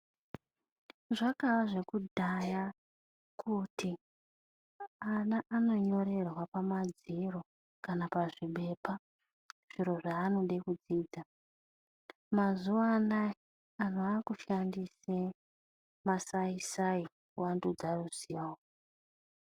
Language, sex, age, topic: Ndau, female, 25-35, education